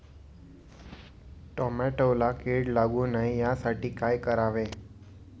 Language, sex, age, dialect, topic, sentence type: Marathi, male, 18-24, Standard Marathi, agriculture, question